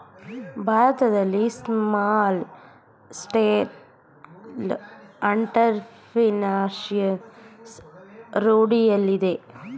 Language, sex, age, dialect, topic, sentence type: Kannada, female, 25-30, Mysore Kannada, banking, statement